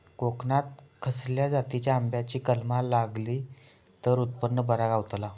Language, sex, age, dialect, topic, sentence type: Marathi, male, 41-45, Southern Konkan, agriculture, question